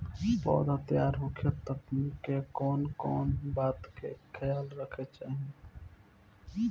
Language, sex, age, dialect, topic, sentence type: Bhojpuri, male, <18, Southern / Standard, agriculture, question